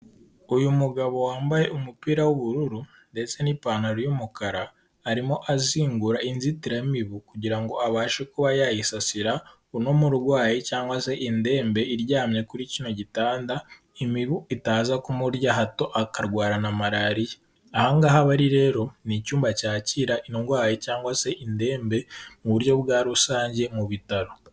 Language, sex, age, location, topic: Kinyarwanda, male, 18-24, Kigali, health